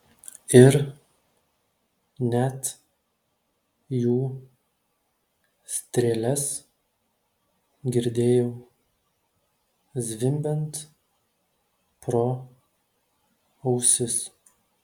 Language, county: Lithuanian, Telšiai